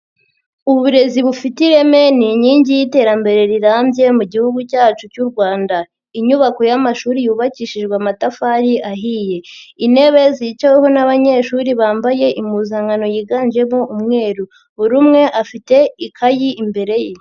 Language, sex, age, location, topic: Kinyarwanda, female, 50+, Nyagatare, education